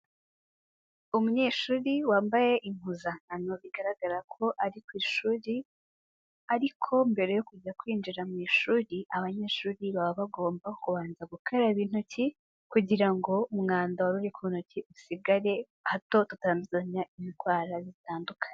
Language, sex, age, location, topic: Kinyarwanda, female, 18-24, Kigali, health